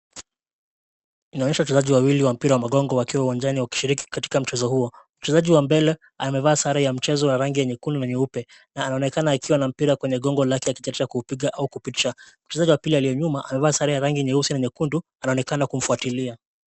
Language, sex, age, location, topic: Swahili, male, 25-35, Nairobi, education